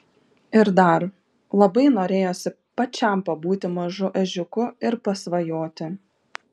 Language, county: Lithuanian, Šiauliai